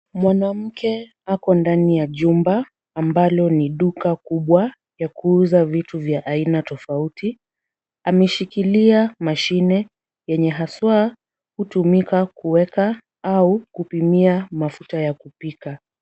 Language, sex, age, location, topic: Swahili, female, 36-49, Kisumu, finance